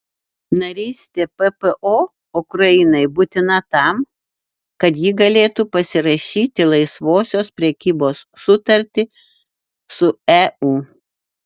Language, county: Lithuanian, Šiauliai